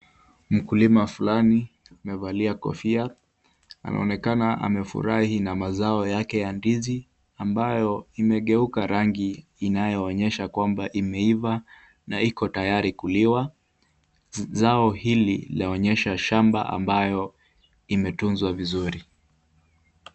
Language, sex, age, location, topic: Swahili, male, 18-24, Kisumu, agriculture